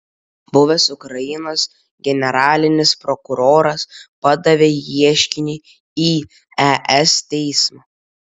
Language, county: Lithuanian, Vilnius